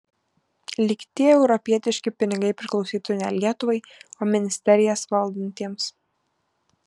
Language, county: Lithuanian, Šiauliai